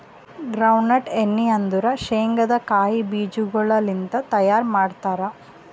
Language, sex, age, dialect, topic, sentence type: Kannada, female, 18-24, Northeastern, agriculture, statement